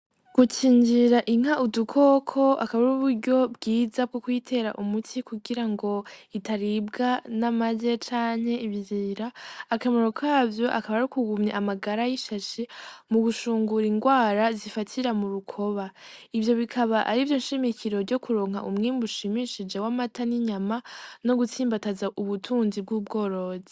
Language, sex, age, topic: Rundi, female, 18-24, agriculture